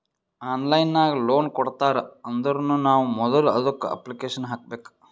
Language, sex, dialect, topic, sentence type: Kannada, male, Northeastern, banking, statement